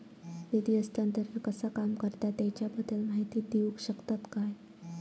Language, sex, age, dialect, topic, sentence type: Marathi, female, 25-30, Southern Konkan, banking, question